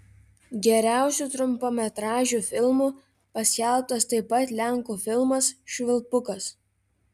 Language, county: Lithuanian, Vilnius